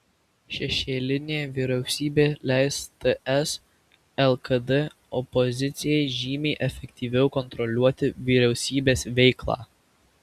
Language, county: Lithuanian, Vilnius